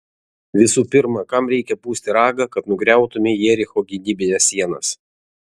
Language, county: Lithuanian, Vilnius